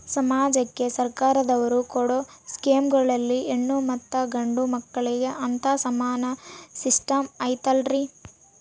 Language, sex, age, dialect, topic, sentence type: Kannada, female, 18-24, Central, banking, question